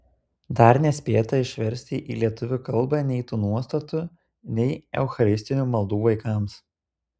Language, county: Lithuanian, Telšiai